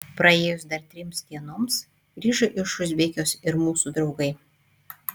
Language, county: Lithuanian, Panevėžys